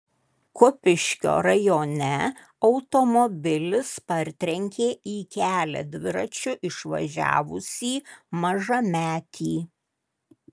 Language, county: Lithuanian, Kaunas